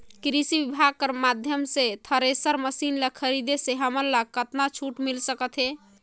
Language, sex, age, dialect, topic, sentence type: Chhattisgarhi, female, 25-30, Northern/Bhandar, agriculture, question